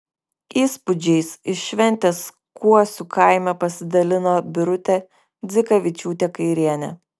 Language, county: Lithuanian, Kaunas